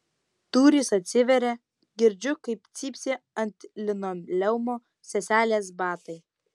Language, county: Lithuanian, Utena